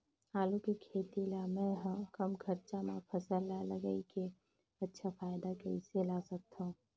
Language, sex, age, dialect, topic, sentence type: Chhattisgarhi, female, 25-30, Northern/Bhandar, agriculture, question